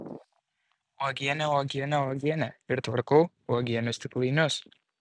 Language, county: Lithuanian, Šiauliai